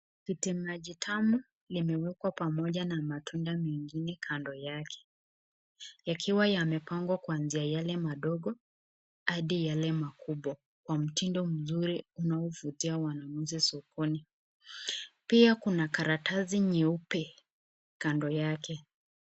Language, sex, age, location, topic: Swahili, female, 25-35, Nakuru, finance